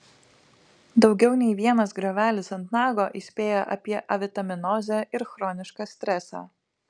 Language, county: Lithuanian, Kaunas